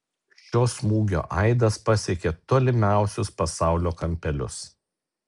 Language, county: Lithuanian, Alytus